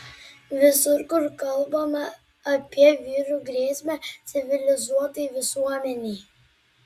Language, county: Lithuanian, Klaipėda